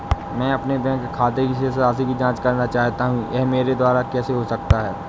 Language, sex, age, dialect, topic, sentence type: Hindi, male, 18-24, Awadhi Bundeli, banking, question